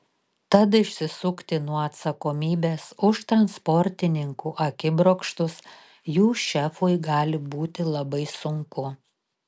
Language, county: Lithuanian, Telšiai